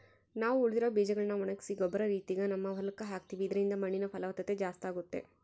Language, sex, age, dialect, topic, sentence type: Kannada, female, 18-24, Central, agriculture, statement